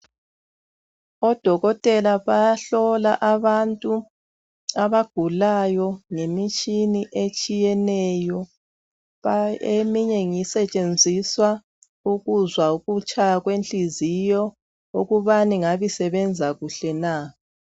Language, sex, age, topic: North Ndebele, female, 36-49, health